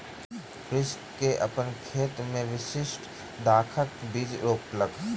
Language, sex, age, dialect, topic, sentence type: Maithili, male, 36-40, Southern/Standard, agriculture, statement